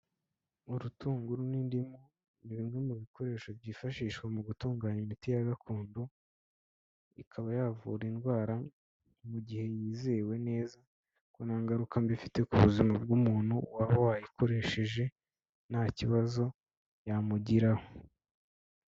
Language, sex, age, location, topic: Kinyarwanda, male, 25-35, Kigali, health